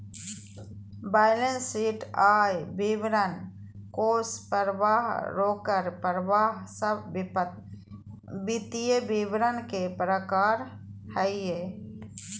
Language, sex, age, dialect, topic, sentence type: Magahi, female, 41-45, Southern, banking, statement